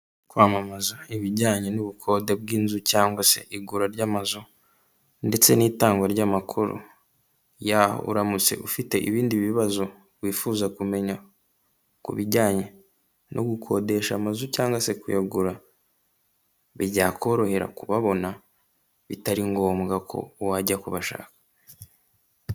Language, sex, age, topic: Kinyarwanda, male, 18-24, finance